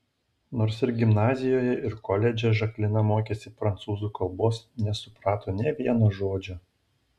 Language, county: Lithuanian, Panevėžys